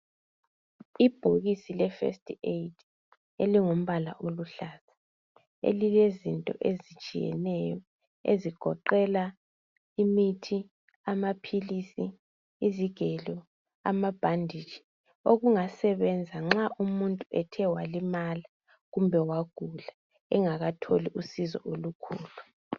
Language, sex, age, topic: North Ndebele, female, 25-35, health